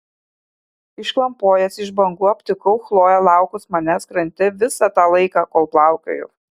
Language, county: Lithuanian, Kaunas